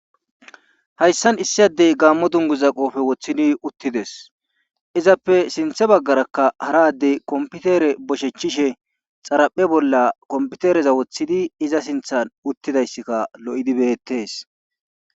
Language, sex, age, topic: Gamo, male, 18-24, government